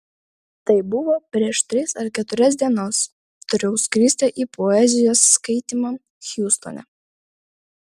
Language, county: Lithuanian, Vilnius